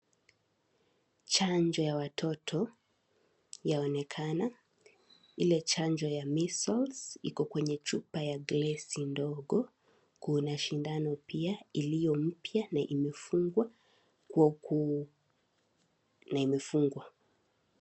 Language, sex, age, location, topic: Swahili, female, 18-24, Kisii, health